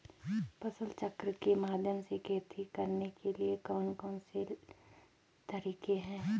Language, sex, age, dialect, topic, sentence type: Hindi, female, 18-24, Garhwali, agriculture, question